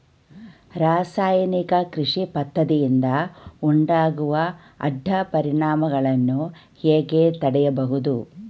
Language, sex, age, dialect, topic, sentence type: Kannada, female, 46-50, Mysore Kannada, agriculture, question